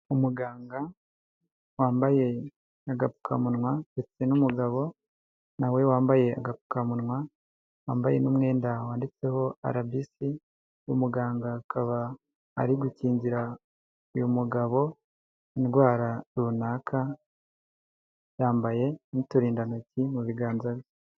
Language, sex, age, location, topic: Kinyarwanda, male, 50+, Huye, health